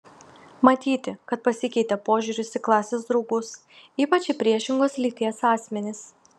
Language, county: Lithuanian, Vilnius